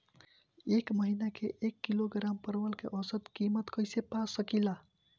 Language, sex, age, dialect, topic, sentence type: Bhojpuri, male, <18, Northern, agriculture, question